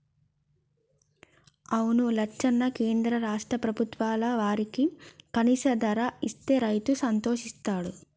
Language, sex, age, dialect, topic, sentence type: Telugu, female, 25-30, Telangana, agriculture, statement